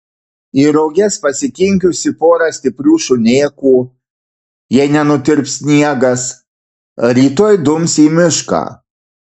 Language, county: Lithuanian, Marijampolė